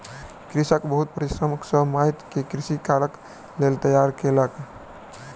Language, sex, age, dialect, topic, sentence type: Maithili, male, 18-24, Southern/Standard, agriculture, statement